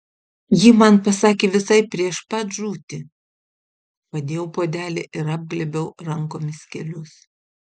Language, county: Lithuanian, Utena